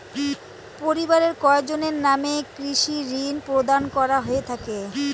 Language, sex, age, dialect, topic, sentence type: Bengali, female, 18-24, Rajbangshi, banking, question